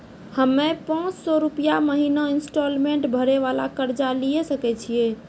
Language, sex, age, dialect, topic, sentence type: Maithili, female, 18-24, Angika, banking, question